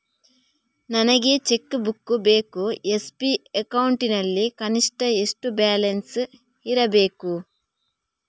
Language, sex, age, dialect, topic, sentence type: Kannada, female, 41-45, Coastal/Dakshin, banking, question